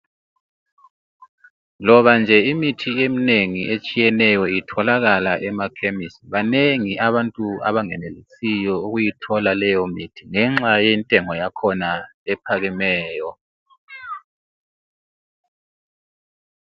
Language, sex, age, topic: North Ndebele, male, 36-49, health